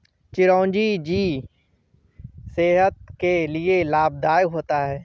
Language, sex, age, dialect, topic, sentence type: Hindi, male, 25-30, Awadhi Bundeli, agriculture, statement